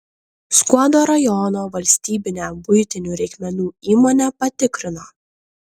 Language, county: Lithuanian, Kaunas